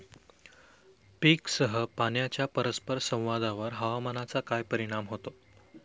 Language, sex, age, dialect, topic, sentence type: Marathi, male, 25-30, Standard Marathi, agriculture, question